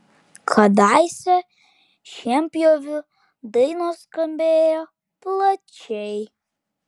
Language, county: Lithuanian, Klaipėda